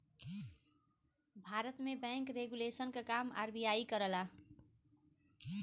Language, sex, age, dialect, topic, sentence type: Bhojpuri, female, 41-45, Western, banking, statement